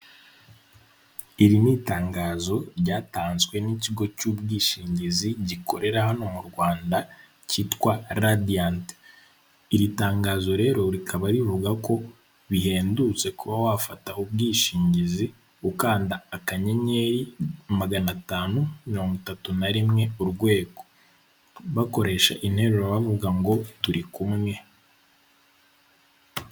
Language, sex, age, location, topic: Kinyarwanda, male, 18-24, Kigali, finance